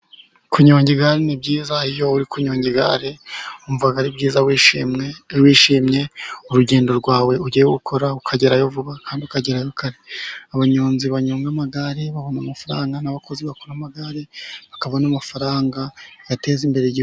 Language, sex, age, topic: Kinyarwanda, male, 36-49, government